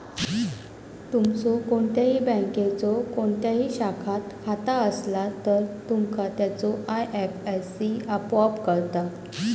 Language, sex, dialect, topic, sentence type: Marathi, female, Southern Konkan, banking, statement